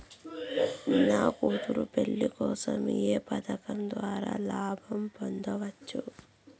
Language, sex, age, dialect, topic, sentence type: Telugu, female, 31-35, Southern, banking, question